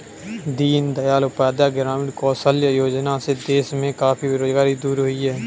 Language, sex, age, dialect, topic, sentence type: Hindi, male, 18-24, Kanauji Braj Bhasha, banking, statement